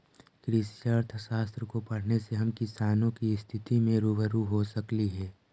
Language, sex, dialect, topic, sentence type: Magahi, male, Central/Standard, agriculture, statement